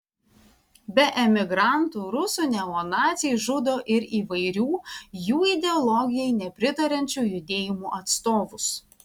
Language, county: Lithuanian, Vilnius